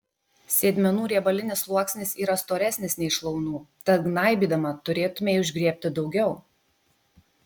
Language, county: Lithuanian, Kaunas